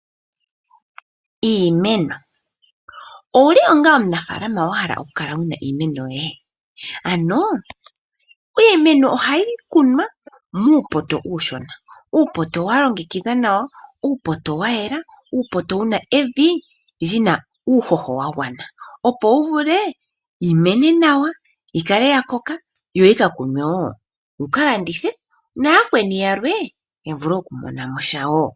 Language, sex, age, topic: Oshiwambo, female, 18-24, agriculture